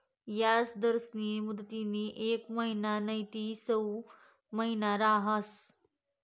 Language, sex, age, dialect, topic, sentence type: Marathi, female, 25-30, Northern Konkan, banking, statement